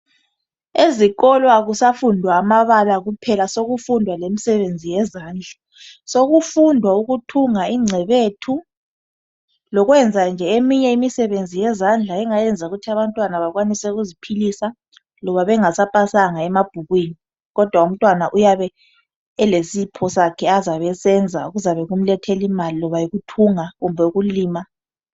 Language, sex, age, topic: North Ndebele, male, 25-35, education